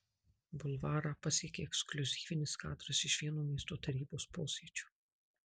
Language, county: Lithuanian, Marijampolė